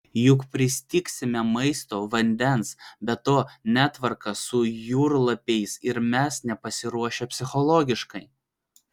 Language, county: Lithuanian, Vilnius